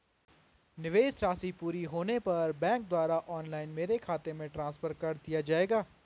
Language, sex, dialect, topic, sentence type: Hindi, male, Garhwali, banking, question